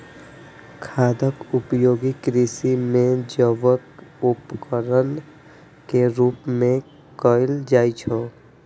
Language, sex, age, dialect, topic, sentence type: Maithili, male, 25-30, Eastern / Thethi, agriculture, statement